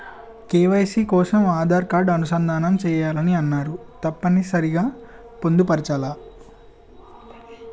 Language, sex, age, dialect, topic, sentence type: Telugu, male, 18-24, Telangana, banking, question